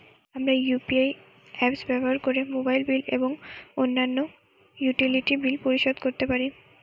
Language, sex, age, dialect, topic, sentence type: Bengali, female, 18-24, Northern/Varendri, banking, statement